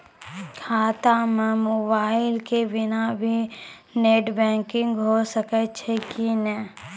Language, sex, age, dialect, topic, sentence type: Maithili, female, 18-24, Angika, banking, question